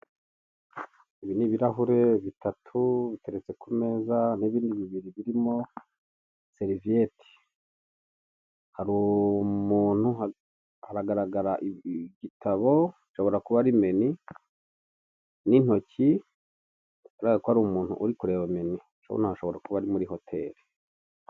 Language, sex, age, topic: Kinyarwanda, male, 36-49, finance